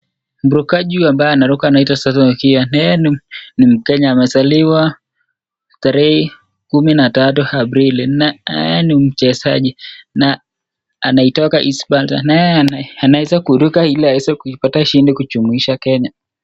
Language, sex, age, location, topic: Swahili, male, 25-35, Nakuru, education